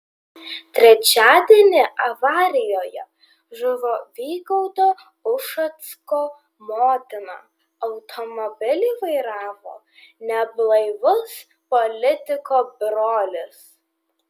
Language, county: Lithuanian, Vilnius